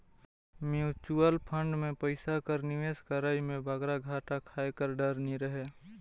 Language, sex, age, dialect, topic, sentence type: Chhattisgarhi, male, 18-24, Northern/Bhandar, banking, statement